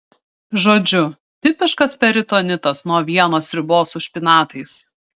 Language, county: Lithuanian, Šiauliai